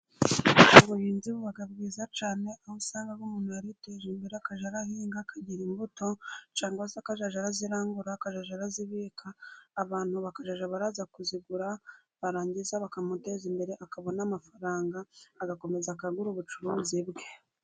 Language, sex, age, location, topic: Kinyarwanda, female, 25-35, Burera, agriculture